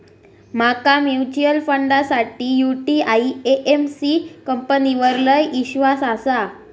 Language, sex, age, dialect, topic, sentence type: Marathi, female, 18-24, Southern Konkan, banking, statement